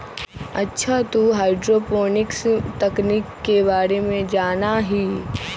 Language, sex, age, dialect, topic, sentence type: Magahi, female, 18-24, Western, agriculture, statement